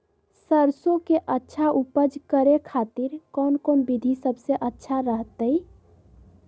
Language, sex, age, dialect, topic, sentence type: Magahi, female, 18-24, Southern, agriculture, question